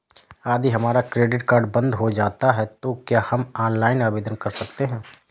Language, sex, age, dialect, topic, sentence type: Hindi, male, 18-24, Awadhi Bundeli, banking, question